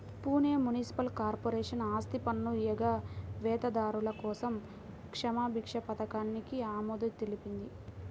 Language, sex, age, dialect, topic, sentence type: Telugu, female, 18-24, Central/Coastal, banking, statement